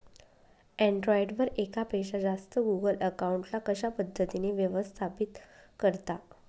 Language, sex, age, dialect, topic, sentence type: Marathi, female, 25-30, Northern Konkan, banking, statement